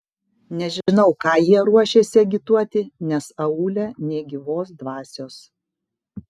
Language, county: Lithuanian, Kaunas